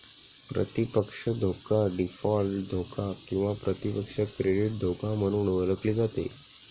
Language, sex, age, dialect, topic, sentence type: Marathi, male, 18-24, Northern Konkan, banking, statement